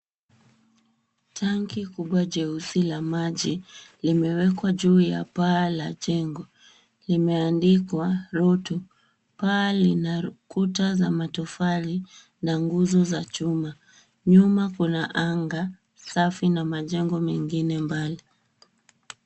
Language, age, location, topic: Swahili, 36-49, Nairobi, government